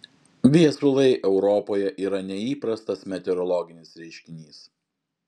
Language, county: Lithuanian, Vilnius